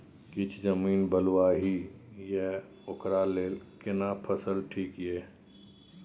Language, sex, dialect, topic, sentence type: Maithili, male, Bajjika, agriculture, question